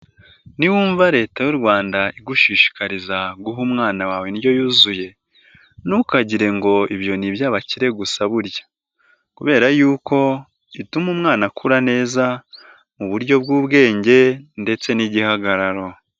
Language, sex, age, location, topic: Kinyarwanda, male, 18-24, Nyagatare, health